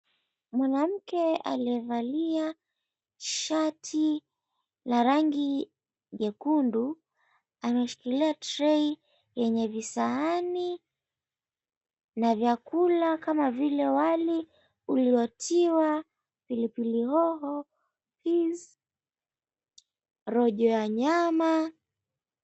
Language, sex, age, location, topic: Swahili, female, 25-35, Mombasa, agriculture